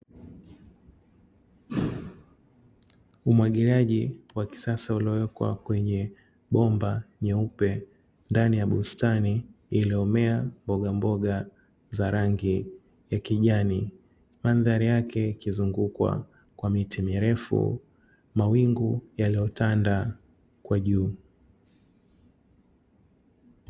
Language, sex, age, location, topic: Swahili, male, 25-35, Dar es Salaam, agriculture